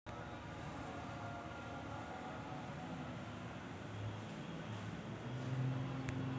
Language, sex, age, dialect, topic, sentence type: Marathi, female, 25-30, Varhadi, banking, statement